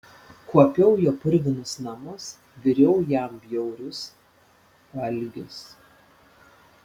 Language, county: Lithuanian, Panevėžys